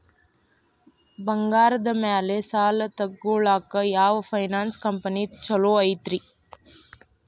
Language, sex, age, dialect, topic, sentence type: Kannada, female, 18-24, Dharwad Kannada, banking, question